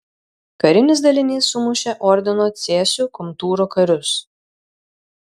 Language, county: Lithuanian, Šiauliai